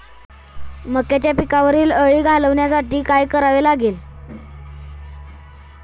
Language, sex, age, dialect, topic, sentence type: Marathi, male, 51-55, Standard Marathi, agriculture, question